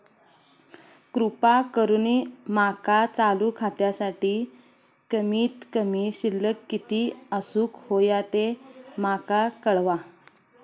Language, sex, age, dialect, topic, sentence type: Marathi, female, 18-24, Southern Konkan, banking, statement